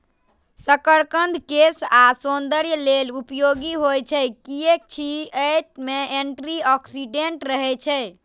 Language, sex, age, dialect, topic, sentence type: Maithili, female, 18-24, Eastern / Thethi, agriculture, statement